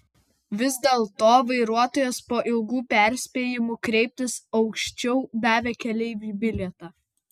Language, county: Lithuanian, Vilnius